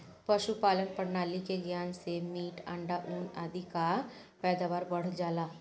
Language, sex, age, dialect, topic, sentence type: Bhojpuri, male, 25-30, Northern, agriculture, statement